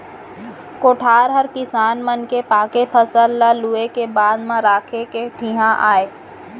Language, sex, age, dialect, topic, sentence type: Chhattisgarhi, female, 25-30, Central, agriculture, statement